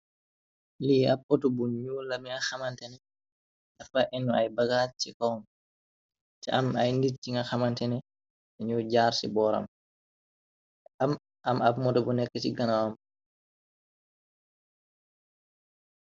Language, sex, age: Wolof, male, 18-24